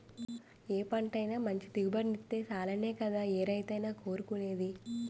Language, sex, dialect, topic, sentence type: Telugu, female, Utterandhra, agriculture, statement